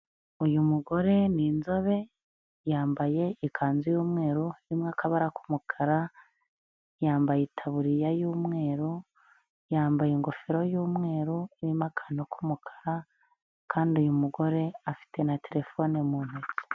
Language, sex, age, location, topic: Kinyarwanda, female, 25-35, Nyagatare, finance